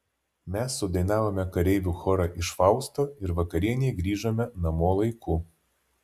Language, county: Lithuanian, Vilnius